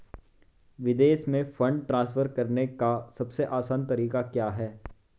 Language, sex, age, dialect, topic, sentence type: Hindi, male, 18-24, Marwari Dhudhari, banking, question